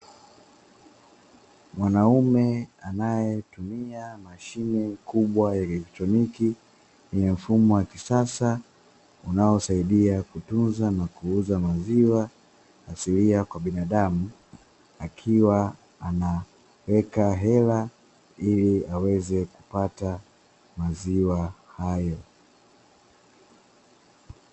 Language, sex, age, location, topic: Swahili, male, 25-35, Dar es Salaam, finance